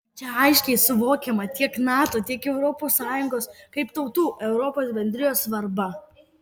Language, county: Lithuanian, Kaunas